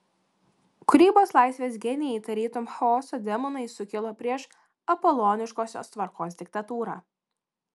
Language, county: Lithuanian, Klaipėda